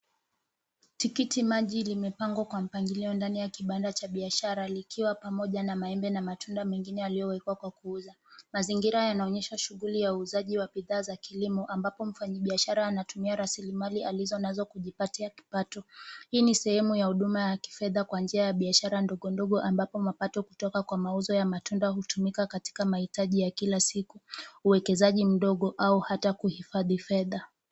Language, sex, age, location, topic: Swahili, female, 18-24, Kisumu, finance